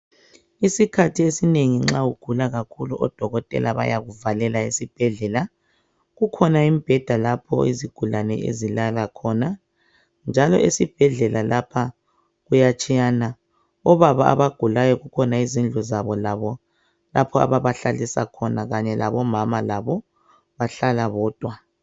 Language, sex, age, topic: North Ndebele, male, 36-49, health